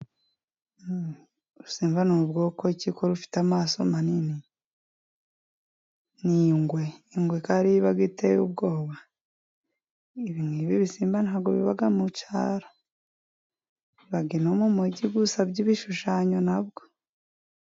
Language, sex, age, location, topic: Kinyarwanda, female, 25-35, Musanze, agriculture